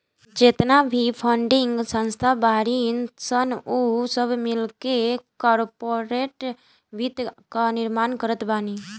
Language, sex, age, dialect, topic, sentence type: Bhojpuri, female, 18-24, Northern, banking, statement